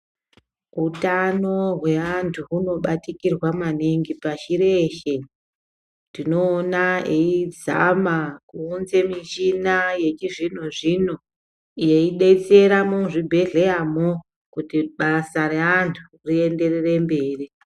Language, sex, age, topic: Ndau, female, 25-35, health